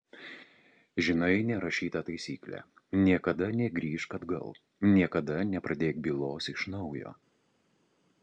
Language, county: Lithuanian, Utena